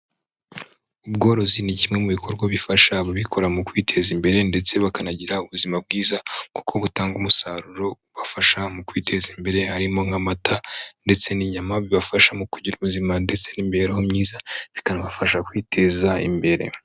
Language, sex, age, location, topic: Kinyarwanda, male, 18-24, Kigali, agriculture